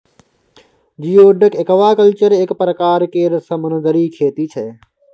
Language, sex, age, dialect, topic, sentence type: Maithili, male, 18-24, Bajjika, agriculture, statement